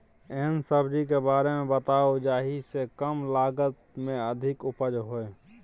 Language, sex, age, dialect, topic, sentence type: Maithili, male, 25-30, Bajjika, agriculture, question